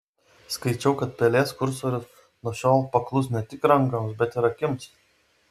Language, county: Lithuanian, Vilnius